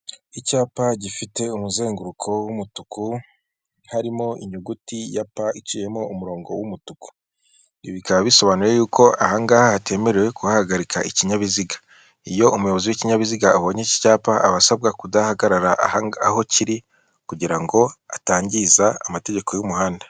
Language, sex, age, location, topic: Kinyarwanda, female, 36-49, Kigali, government